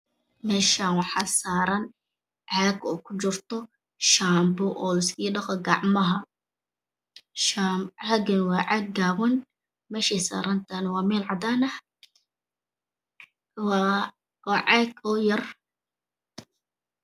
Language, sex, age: Somali, female, 18-24